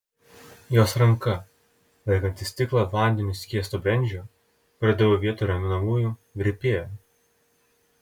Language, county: Lithuanian, Telšiai